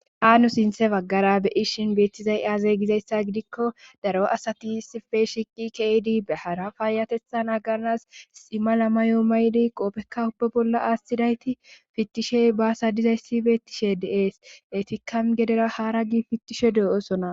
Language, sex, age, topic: Gamo, female, 18-24, government